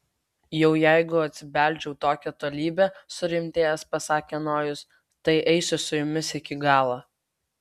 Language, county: Lithuanian, Vilnius